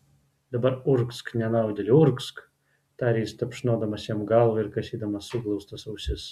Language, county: Lithuanian, Vilnius